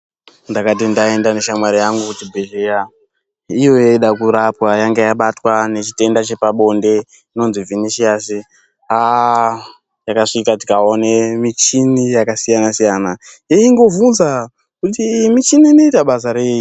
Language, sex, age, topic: Ndau, male, 18-24, health